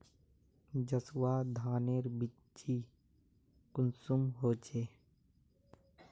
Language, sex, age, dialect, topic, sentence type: Magahi, male, 18-24, Northeastern/Surjapuri, agriculture, question